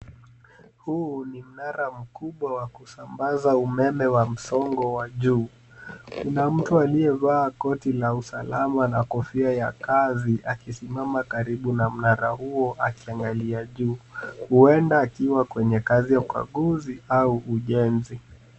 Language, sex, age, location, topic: Swahili, male, 25-35, Nairobi, government